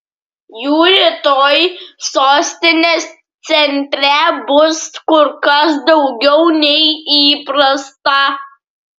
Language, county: Lithuanian, Klaipėda